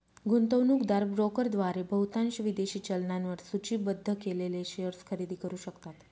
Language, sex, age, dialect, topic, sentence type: Marathi, female, 25-30, Northern Konkan, banking, statement